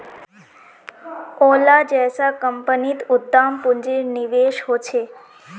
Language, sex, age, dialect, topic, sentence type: Magahi, female, 18-24, Northeastern/Surjapuri, banking, statement